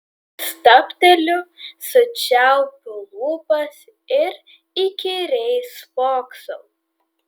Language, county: Lithuanian, Vilnius